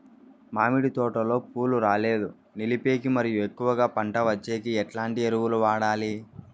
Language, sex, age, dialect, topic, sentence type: Telugu, male, 41-45, Southern, agriculture, question